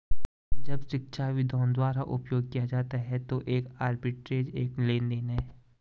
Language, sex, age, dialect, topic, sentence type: Hindi, male, 18-24, Garhwali, banking, statement